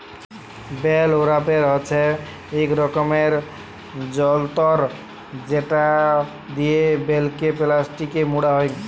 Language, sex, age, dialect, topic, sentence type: Bengali, male, 18-24, Jharkhandi, agriculture, statement